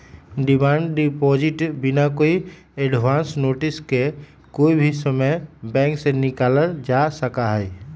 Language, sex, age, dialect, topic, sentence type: Magahi, male, 18-24, Western, banking, statement